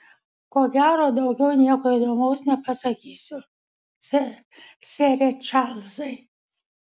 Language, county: Lithuanian, Vilnius